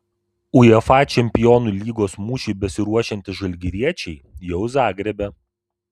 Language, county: Lithuanian, Vilnius